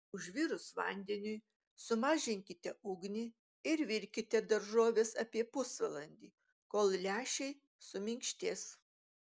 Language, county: Lithuanian, Utena